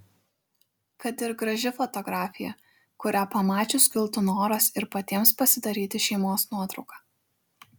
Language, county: Lithuanian, Šiauliai